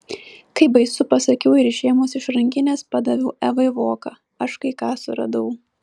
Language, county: Lithuanian, Vilnius